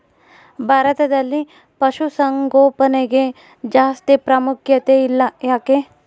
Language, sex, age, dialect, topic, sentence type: Kannada, female, 25-30, Central, agriculture, question